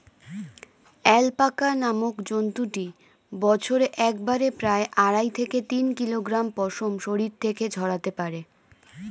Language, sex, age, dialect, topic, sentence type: Bengali, female, 25-30, Standard Colloquial, agriculture, statement